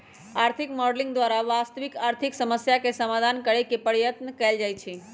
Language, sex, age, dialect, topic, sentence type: Magahi, male, 18-24, Western, banking, statement